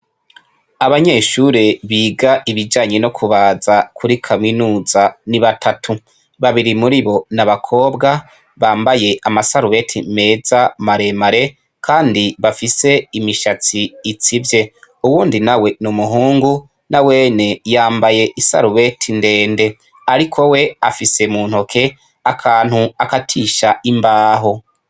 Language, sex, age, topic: Rundi, male, 25-35, education